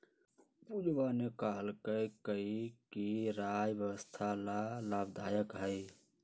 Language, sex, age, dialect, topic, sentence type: Magahi, male, 46-50, Western, agriculture, statement